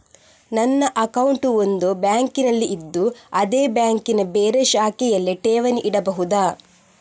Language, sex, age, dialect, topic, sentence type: Kannada, female, 18-24, Coastal/Dakshin, banking, question